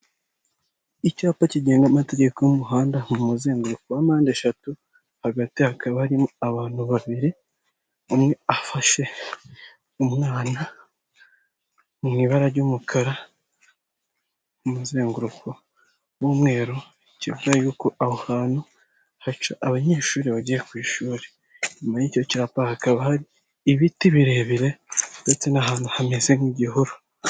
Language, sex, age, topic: Kinyarwanda, male, 18-24, government